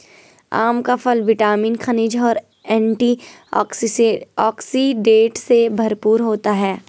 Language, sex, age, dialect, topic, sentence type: Hindi, female, 25-30, Garhwali, agriculture, statement